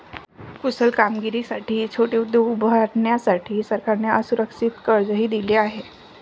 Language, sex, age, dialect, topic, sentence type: Marathi, female, 25-30, Varhadi, banking, statement